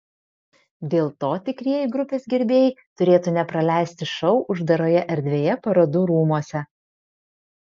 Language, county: Lithuanian, Vilnius